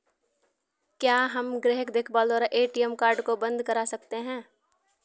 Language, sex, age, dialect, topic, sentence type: Hindi, female, 18-24, Awadhi Bundeli, banking, question